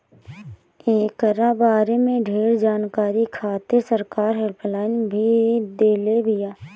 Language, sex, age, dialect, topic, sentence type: Bhojpuri, female, 18-24, Northern, agriculture, statement